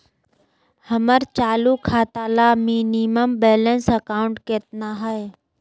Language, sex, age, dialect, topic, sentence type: Magahi, female, 31-35, Southern, banking, statement